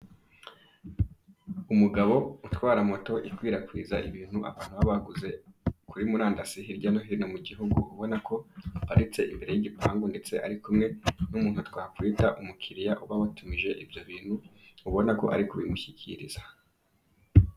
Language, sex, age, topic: Kinyarwanda, male, 25-35, finance